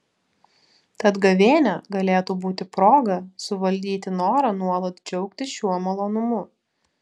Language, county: Lithuanian, Vilnius